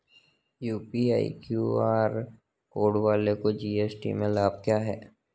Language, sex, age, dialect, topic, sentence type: Hindi, male, 18-24, Marwari Dhudhari, banking, question